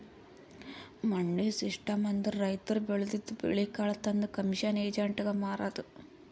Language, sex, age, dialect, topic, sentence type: Kannada, female, 51-55, Northeastern, agriculture, statement